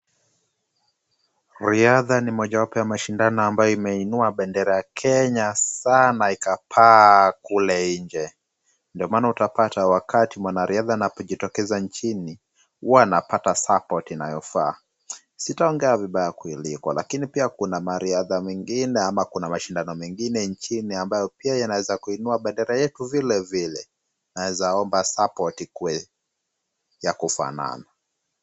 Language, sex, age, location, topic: Swahili, male, 25-35, Kisumu, education